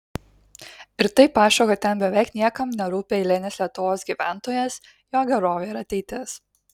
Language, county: Lithuanian, Kaunas